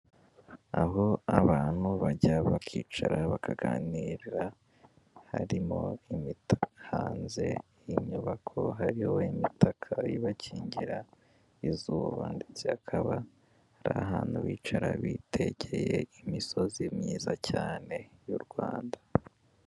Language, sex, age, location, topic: Kinyarwanda, male, 18-24, Kigali, finance